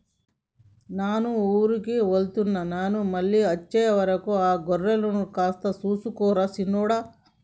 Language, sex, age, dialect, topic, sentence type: Telugu, female, 46-50, Telangana, agriculture, statement